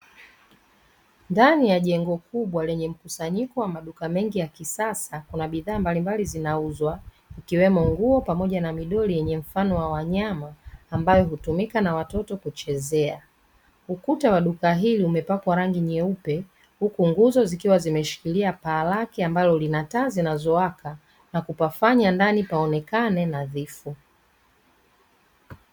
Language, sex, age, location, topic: Swahili, female, 36-49, Dar es Salaam, finance